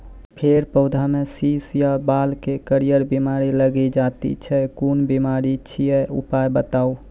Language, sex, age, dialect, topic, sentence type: Maithili, male, 18-24, Angika, agriculture, question